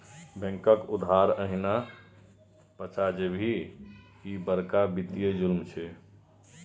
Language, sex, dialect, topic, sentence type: Maithili, male, Bajjika, banking, statement